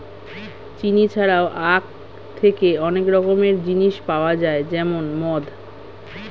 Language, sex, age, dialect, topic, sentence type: Bengali, female, 31-35, Standard Colloquial, agriculture, statement